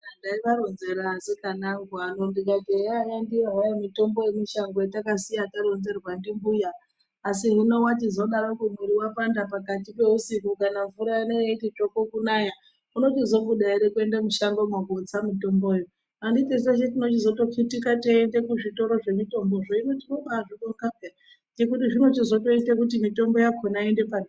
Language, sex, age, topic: Ndau, male, 36-49, health